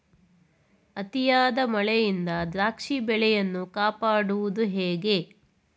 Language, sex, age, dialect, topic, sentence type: Kannada, female, 41-45, Mysore Kannada, agriculture, question